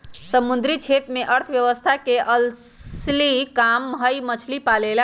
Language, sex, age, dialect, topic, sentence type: Magahi, male, 18-24, Western, agriculture, statement